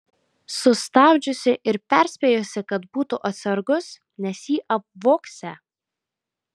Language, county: Lithuanian, Kaunas